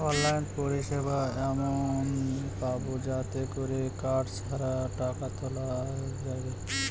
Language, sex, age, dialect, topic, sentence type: Bengali, male, 25-30, Northern/Varendri, banking, statement